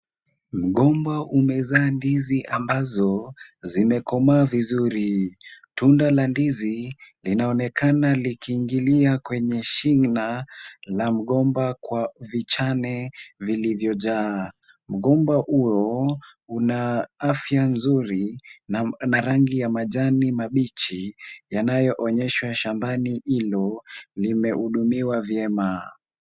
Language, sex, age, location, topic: Swahili, male, 18-24, Kisumu, agriculture